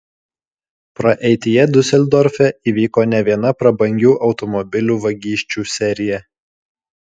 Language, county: Lithuanian, Kaunas